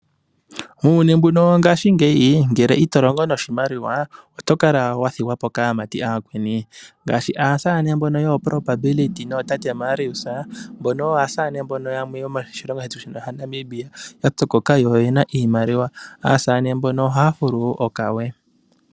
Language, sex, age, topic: Oshiwambo, male, 18-24, finance